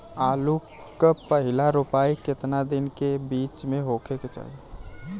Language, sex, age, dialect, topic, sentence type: Bhojpuri, male, 18-24, Southern / Standard, agriculture, question